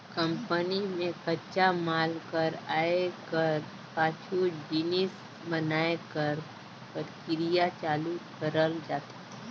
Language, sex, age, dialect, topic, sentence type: Chhattisgarhi, female, 18-24, Northern/Bhandar, banking, statement